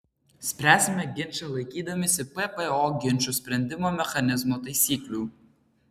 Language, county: Lithuanian, Vilnius